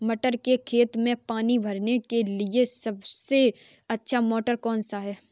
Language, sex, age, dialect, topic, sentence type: Hindi, female, 25-30, Kanauji Braj Bhasha, agriculture, question